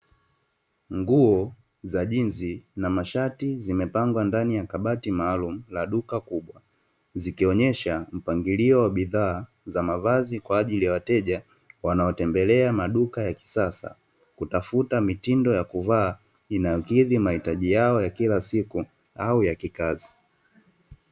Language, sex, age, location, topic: Swahili, male, 25-35, Dar es Salaam, finance